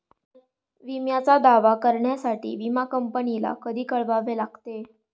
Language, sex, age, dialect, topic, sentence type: Marathi, female, 18-24, Standard Marathi, banking, question